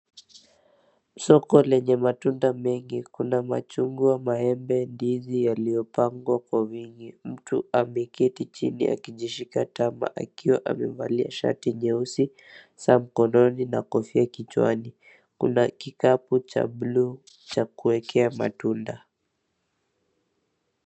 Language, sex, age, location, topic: Swahili, male, 18-24, Nairobi, finance